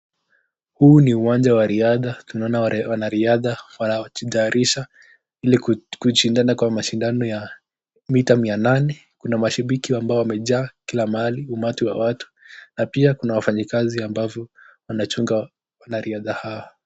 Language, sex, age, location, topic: Swahili, male, 18-24, Nakuru, government